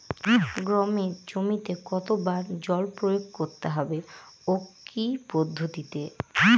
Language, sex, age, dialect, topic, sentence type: Bengali, female, 18-24, Northern/Varendri, agriculture, question